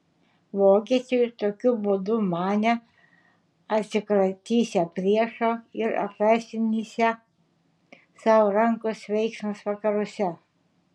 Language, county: Lithuanian, Šiauliai